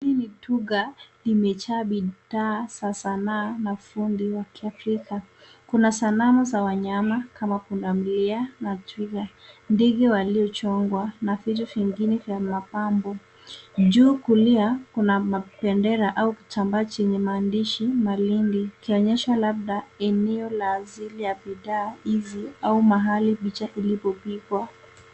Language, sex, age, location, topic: Swahili, female, 18-24, Nairobi, finance